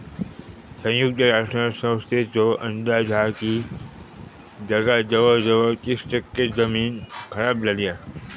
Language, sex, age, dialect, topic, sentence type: Marathi, male, 25-30, Southern Konkan, agriculture, statement